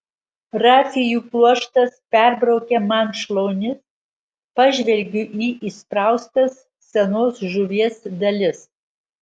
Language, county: Lithuanian, Marijampolė